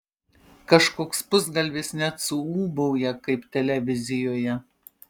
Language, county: Lithuanian, Panevėžys